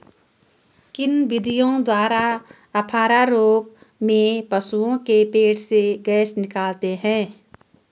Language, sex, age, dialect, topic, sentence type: Hindi, female, 25-30, Hindustani Malvi Khadi Boli, agriculture, question